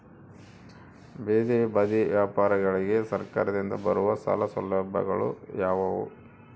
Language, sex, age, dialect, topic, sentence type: Kannada, male, 46-50, Central, agriculture, question